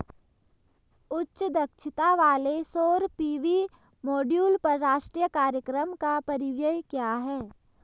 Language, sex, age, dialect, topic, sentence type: Hindi, male, 25-30, Hindustani Malvi Khadi Boli, banking, question